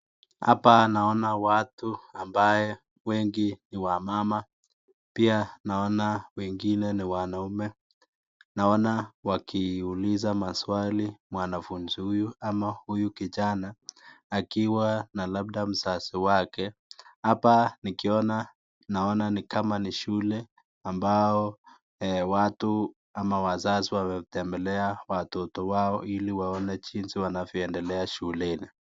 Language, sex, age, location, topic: Swahili, male, 25-35, Nakuru, government